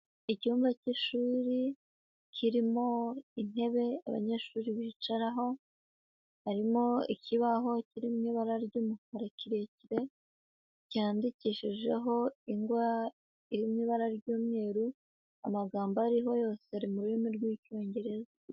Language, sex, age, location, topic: Kinyarwanda, female, 25-35, Huye, education